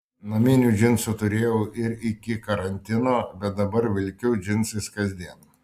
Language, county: Lithuanian, Šiauliai